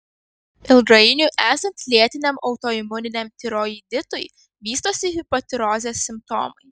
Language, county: Lithuanian, Kaunas